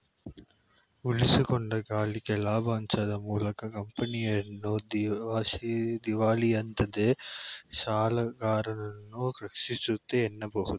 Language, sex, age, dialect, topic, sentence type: Kannada, male, 18-24, Mysore Kannada, banking, statement